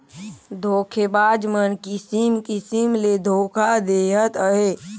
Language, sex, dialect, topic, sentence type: Chhattisgarhi, male, Northern/Bhandar, banking, statement